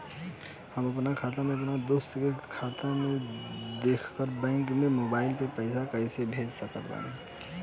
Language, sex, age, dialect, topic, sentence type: Bhojpuri, male, 18-24, Southern / Standard, banking, question